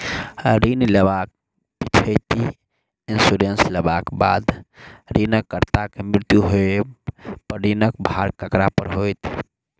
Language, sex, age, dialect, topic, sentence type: Maithili, male, 25-30, Southern/Standard, banking, question